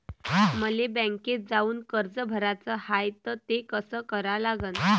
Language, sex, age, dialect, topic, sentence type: Marathi, female, 18-24, Varhadi, banking, question